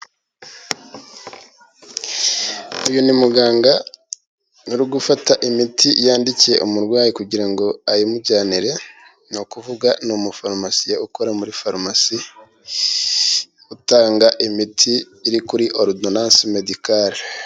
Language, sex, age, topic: Kinyarwanda, male, 36-49, health